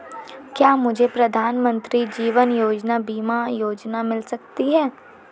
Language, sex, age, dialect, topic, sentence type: Hindi, female, 18-24, Marwari Dhudhari, banking, question